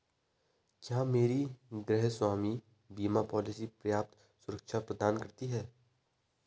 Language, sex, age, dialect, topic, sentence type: Hindi, male, 25-30, Hindustani Malvi Khadi Boli, banking, question